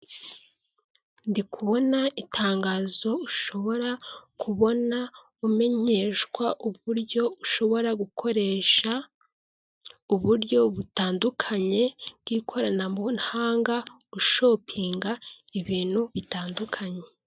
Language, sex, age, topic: Kinyarwanda, female, 25-35, finance